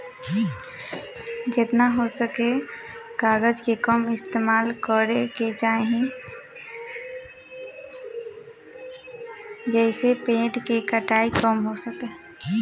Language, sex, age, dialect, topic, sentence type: Bhojpuri, female, 18-24, Southern / Standard, agriculture, statement